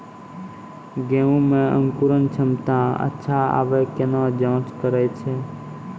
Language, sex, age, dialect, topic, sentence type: Maithili, male, 18-24, Angika, agriculture, question